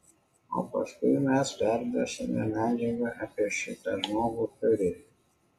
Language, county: Lithuanian, Kaunas